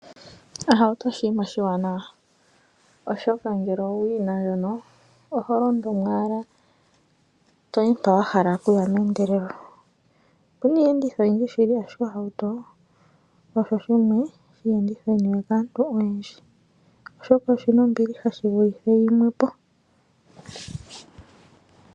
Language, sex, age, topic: Oshiwambo, female, 25-35, finance